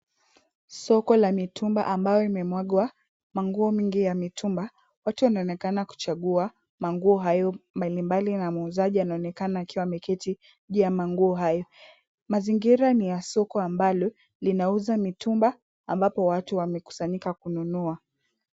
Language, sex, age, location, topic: Swahili, female, 18-24, Kisumu, finance